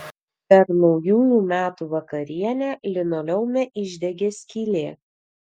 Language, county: Lithuanian, Vilnius